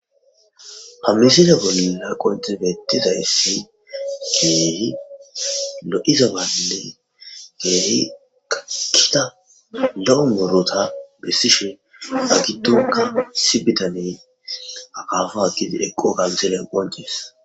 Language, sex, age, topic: Gamo, male, 18-24, agriculture